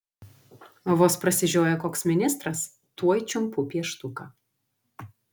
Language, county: Lithuanian, Vilnius